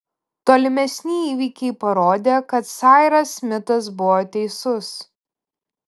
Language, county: Lithuanian, Vilnius